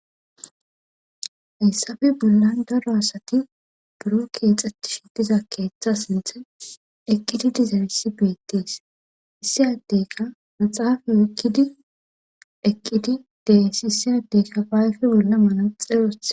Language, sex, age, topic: Gamo, female, 18-24, government